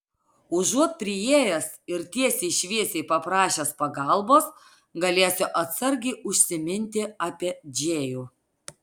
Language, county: Lithuanian, Alytus